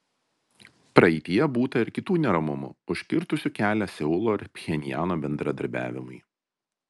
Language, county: Lithuanian, Vilnius